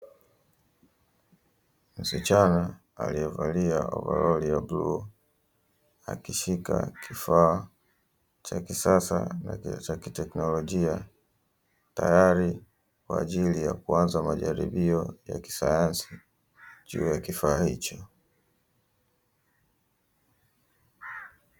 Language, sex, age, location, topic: Swahili, male, 18-24, Dar es Salaam, education